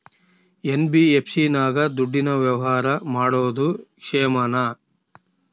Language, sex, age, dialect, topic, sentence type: Kannada, male, 36-40, Central, banking, question